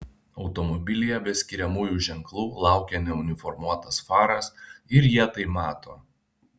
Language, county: Lithuanian, Vilnius